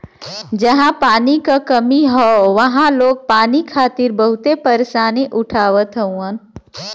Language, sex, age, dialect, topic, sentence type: Bhojpuri, female, 25-30, Western, agriculture, statement